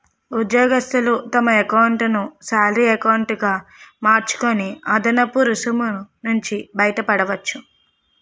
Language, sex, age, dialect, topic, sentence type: Telugu, female, 18-24, Utterandhra, banking, statement